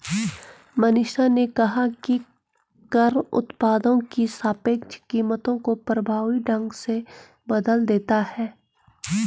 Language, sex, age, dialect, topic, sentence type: Hindi, female, 25-30, Garhwali, banking, statement